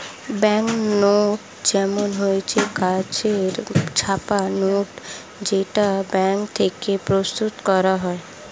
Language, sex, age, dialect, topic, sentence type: Bengali, female, 60-100, Standard Colloquial, banking, statement